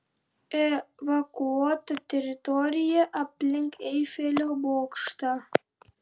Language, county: Lithuanian, Vilnius